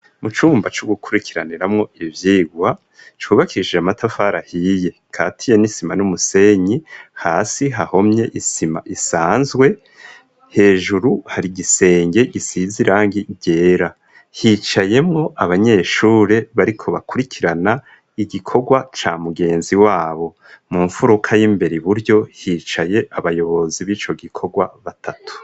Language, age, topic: Rundi, 25-35, education